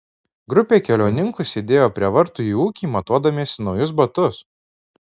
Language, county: Lithuanian, Marijampolė